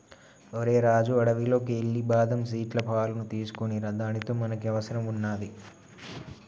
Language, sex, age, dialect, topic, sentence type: Telugu, male, 18-24, Telangana, agriculture, statement